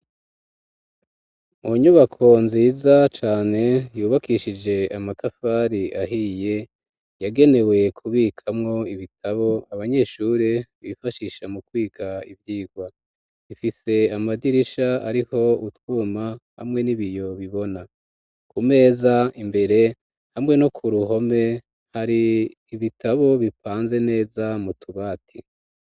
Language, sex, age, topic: Rundi, male, 36-49, education